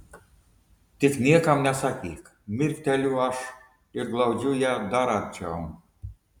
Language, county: Lithuanian, Telšiai